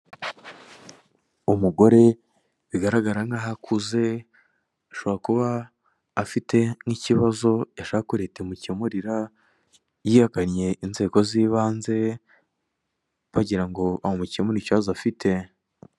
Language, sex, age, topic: Kinyarwanda, male, 18-24, government